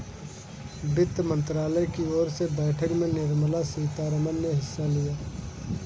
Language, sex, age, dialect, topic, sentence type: Hindi, male, 18-24, Kanauji Braj Bhasha, banking, statement